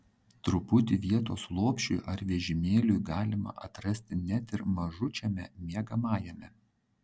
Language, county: Lithuanian, Šiauliai